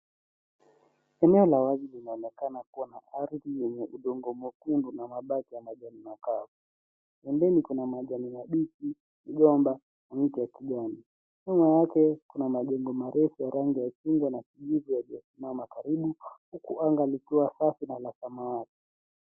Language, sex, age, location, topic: Swahili, male, 18-24, Nairobi, finance